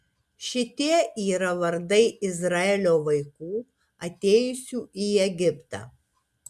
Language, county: Lithuanian, Kaunas